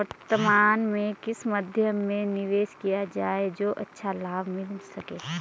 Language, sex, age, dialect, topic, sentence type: Hindi, female, 25-30, Garhwali, banking, question